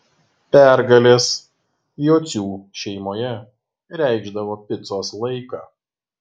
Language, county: Lithuanian, Kaunas